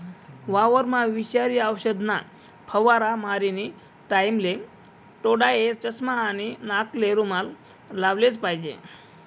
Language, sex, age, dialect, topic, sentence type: Marathi, male, 25-30, Northern Konkan, agriculture, statement